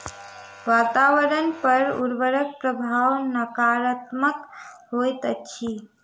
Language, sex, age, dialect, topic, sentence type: Maithili, female, 31-35, Southern/Standard, agriculture, statement